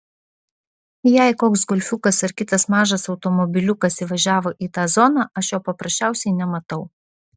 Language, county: Lithuanian, Vilnius